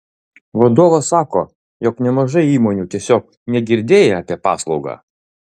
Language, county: Lithuanian, Utena